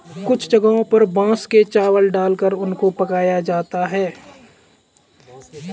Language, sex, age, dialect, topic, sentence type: Hindi, male, 18-24, Kanauji Braj Bhasha, agriculture, statement